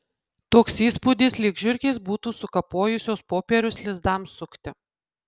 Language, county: Lithuanian, Kaunas